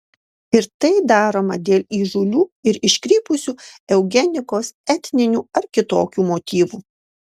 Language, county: Lithuanian, Marijampolė